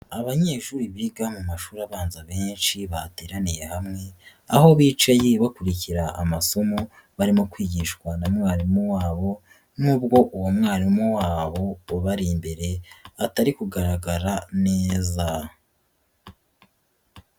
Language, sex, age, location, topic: Kinyarwanda, male, 36-49, Nyagatare, education